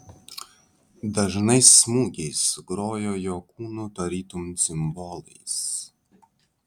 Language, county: Lithuanian, Vilnius